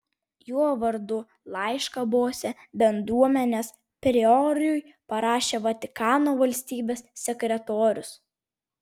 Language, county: Lithuanian, Vilnius